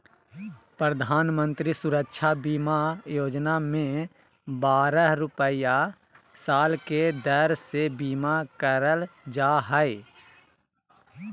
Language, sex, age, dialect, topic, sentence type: Magahi, male, 31-35, Southern, banking, statement